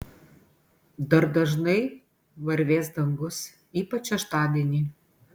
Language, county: Lithuanian, Panevėžys